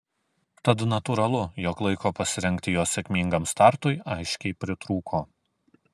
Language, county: Lithuanian, Kaunas